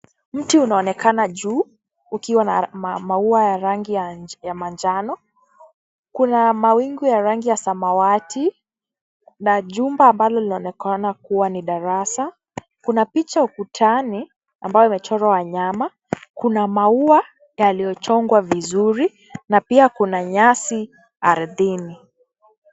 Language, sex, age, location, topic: Swahili, female, 18-24, Kisii, education